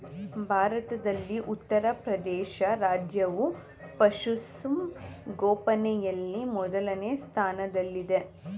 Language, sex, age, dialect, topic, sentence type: Kannada, female, 18-24, Mysore Kannada, agriculture, statement